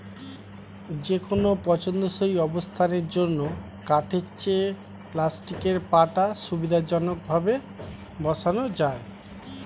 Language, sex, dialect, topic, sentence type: Bengali, male, Standard Colloquial, agriculture, statement